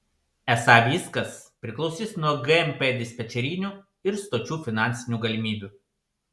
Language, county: Lithuanian, Panevėžys